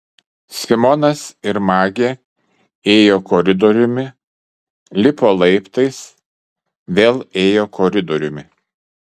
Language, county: Lithuanian, Kaunas